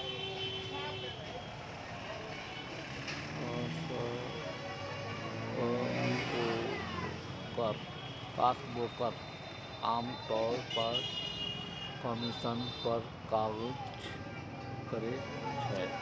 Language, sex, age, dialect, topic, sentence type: Maithili, male, 31-35, Eastern / Thethi, banking, statement